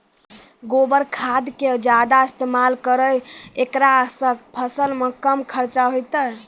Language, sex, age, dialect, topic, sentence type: Maithili, female, 18-24, Angika, agriculture, question